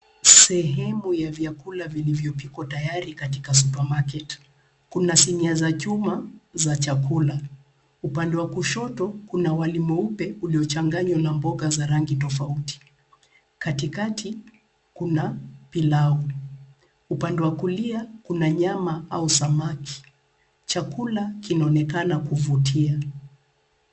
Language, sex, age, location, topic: Swahili, female, 36-49, Nairobi, finance